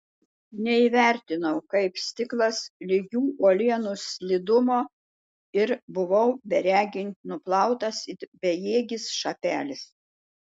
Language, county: Lithuanian, Šiauliai